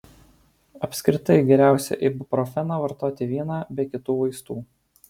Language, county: Lithuanian, Alytus